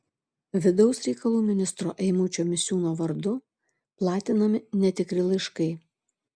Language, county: Lithuanian, Šiauliai